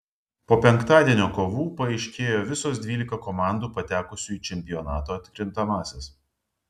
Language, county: Lithuanian, Vilnius